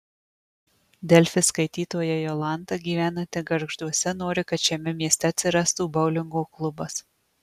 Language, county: Lithuanian, Marijampolė